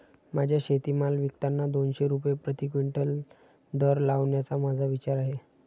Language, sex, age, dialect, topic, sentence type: Marathi, male, 60-100, Standard Marathi, agriculture, statement